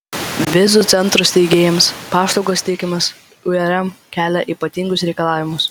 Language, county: Lithuanian, Vilnius